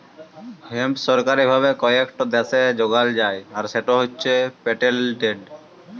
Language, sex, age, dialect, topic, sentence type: Bengali, male, 18-24, Jharkhandi, agriculture, statement